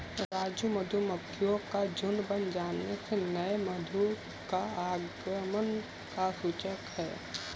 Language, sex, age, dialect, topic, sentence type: Hindi, male, 18-24, Kanauji Braj Bhasha, agriculture, statement